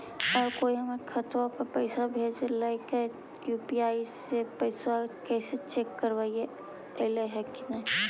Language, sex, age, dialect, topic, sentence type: Magahi, male, 31-35, Central/Standard, banking, question